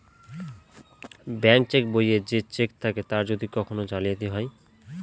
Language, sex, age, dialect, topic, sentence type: Bengali, male, 25-30, Northern/Varendri, banking, statement